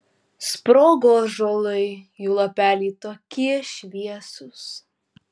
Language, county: Lithuanian, Kaunas